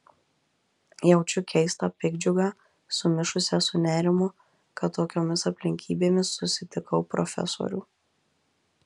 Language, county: Lithuanian, Marijampolė